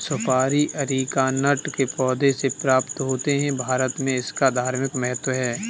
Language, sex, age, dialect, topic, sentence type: Hindi, male, 18-24, Kanauji Braj Bhasha, agriculture, statement